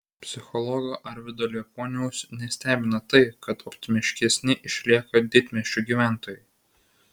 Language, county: Lithuanian, Vilnius